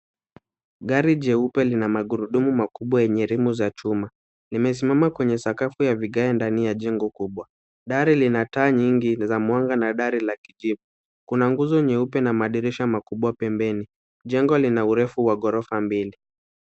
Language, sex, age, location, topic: Swahili, male, 18-24, Kisumu, finance